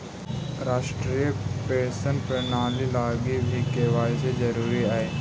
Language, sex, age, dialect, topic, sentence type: Magahi, male, 31-35, Central/Standard, agriculture, statement